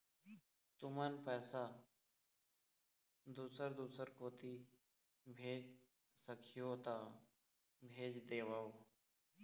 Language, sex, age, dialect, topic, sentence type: Chhattisgarhi, male, 31-35, Eastern, banking, question